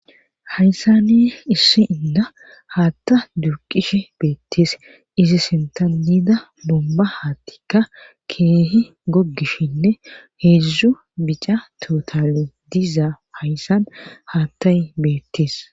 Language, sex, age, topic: Gamo, female, 25-35, government